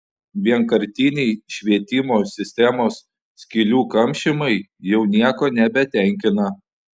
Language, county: Lithuanian, Panevėžys